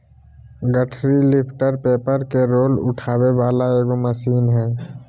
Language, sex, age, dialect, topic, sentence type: Magahi, male, 18-24, Southern, agriculture, statement